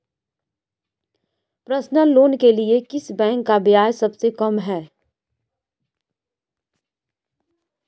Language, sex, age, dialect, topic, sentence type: Hindi, female, 25-30, Marwari Dhudhari, banking, question